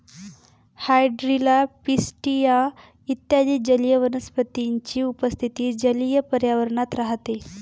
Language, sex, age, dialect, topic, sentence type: Marathi, female, 25-30, Standard Marathi, agriculture, statement